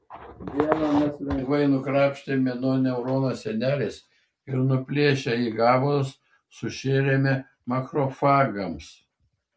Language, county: Lithuanian, Šiauliai